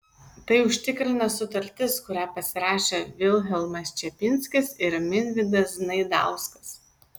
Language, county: Lithuanian, Kaunas